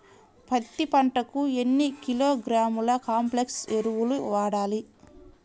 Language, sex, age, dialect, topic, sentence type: Telugu, female, 25-30, Central/Coastal, agriculture, question